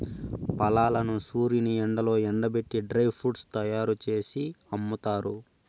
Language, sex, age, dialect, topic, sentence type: Telugu, male, 18-24, Southern, agriculture, statement